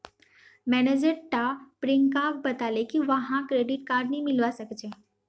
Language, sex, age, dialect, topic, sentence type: Magahi, female, 18-24, Northeastern/Surjapuri, banking, statement